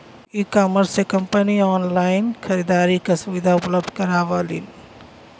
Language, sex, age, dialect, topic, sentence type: Bhojpuri, female, 41-45, Western, banking, statement